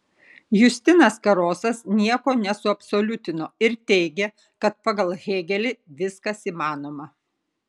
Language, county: Lithuanian, Kaunas